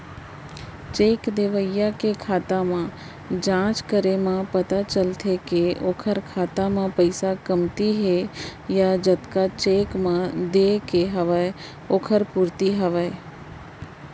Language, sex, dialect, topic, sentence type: Chhattisgarhi, female, Central, banking, statement